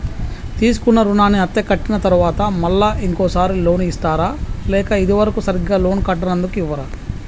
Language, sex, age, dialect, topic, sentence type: Telugu, female, 31-35, Telangana, banking, question